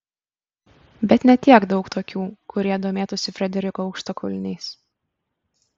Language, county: Lithuanian, Kaunas